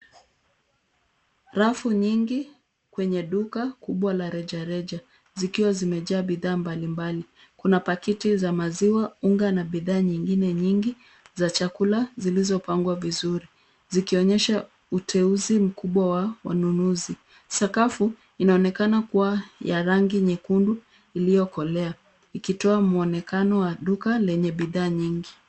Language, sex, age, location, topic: Swahili, female, 25-35, Nairobi, finance